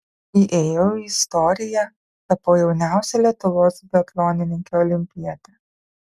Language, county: Lithuanian, Kaunas